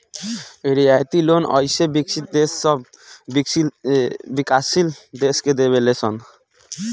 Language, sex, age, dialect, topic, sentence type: Bhojpuri, male, 18-24, Southern / Standard, banking, statement